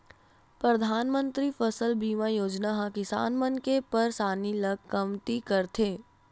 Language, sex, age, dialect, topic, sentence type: Chhattisgarhi, female, 18-24, Western/Budati/Khatahi, banking, statement